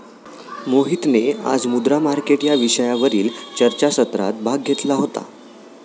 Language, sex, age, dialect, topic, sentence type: Marathi, male, 18-24, Standard Marathi, banking, statement